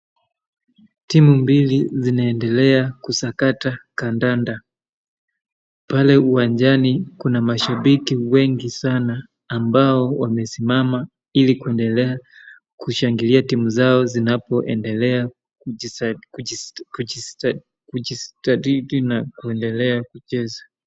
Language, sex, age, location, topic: Swahili, male, 25-35, Wajir, government